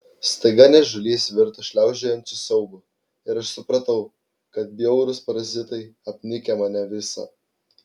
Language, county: Lithuanian, Klaipėda